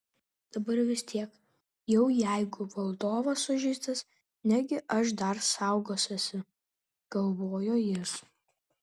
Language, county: Lithuanian, Kaunas